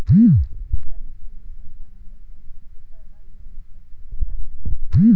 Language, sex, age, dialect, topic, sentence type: Marathi, female, 25-30, Northern Konkan, agriculture, question